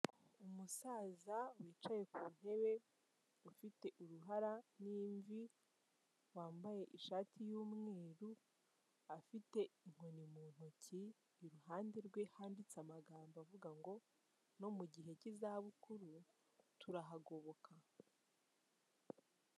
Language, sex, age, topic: Kinyarwanda, female, 18-24, finance